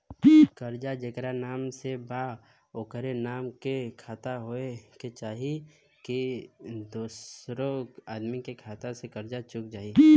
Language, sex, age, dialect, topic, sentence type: Bhojpuri, male, 18-24, Southern / Standard, banking, question